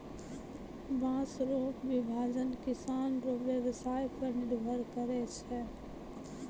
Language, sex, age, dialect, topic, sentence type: Maithili, female, 18-24, Angika, agriculture, statement